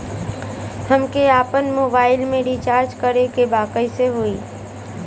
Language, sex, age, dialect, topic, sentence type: Bhojpuri, female, 25-30, Western, banking, question